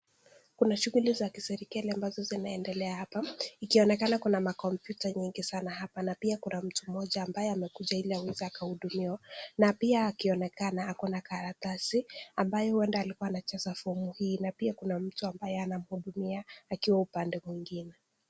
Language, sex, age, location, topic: Swahili, male, 18-24, Nakuru, government